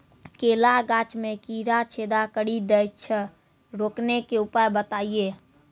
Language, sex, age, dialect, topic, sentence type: Maithili, male, 46-50, Angika, agriculture, question